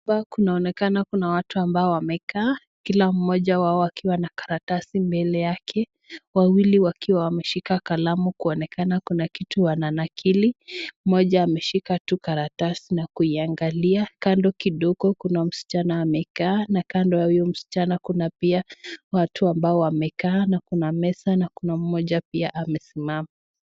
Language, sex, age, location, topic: Swahili, female, 18-24, Nakuru, government